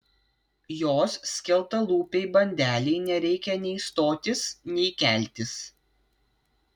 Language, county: Lithuanian, Vilnius